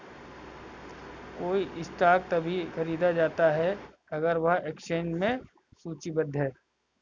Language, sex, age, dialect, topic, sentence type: Hindi, male, 25-30, Kanauji Braj Bhasha, banking, statement